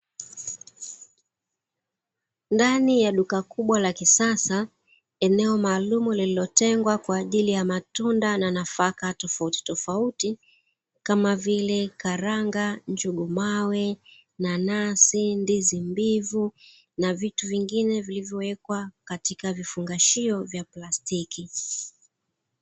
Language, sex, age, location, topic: Swahili, female, 36-49, Dar es Salaam, finance